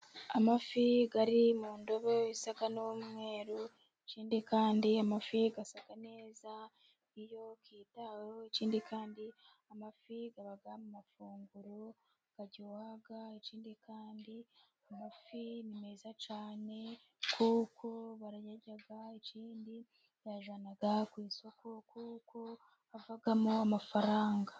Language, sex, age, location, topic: Kinyarwanda, female, 25-35, Musanze, agriculture